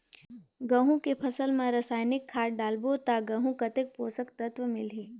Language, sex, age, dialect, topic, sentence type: Chhattisgarhi, female, 18-24, Northern/Bhandar, agriculture, question